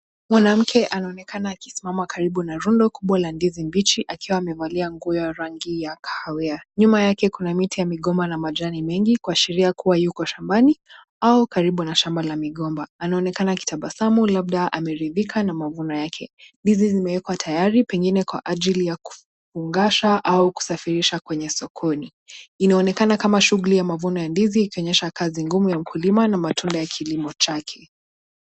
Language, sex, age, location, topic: Swahili, female, 18-24, Nakuru, agriculture